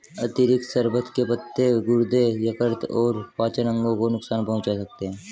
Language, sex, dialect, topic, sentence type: Hindi, male, Hindustani Malvi Khadi Boli, agriculture, statement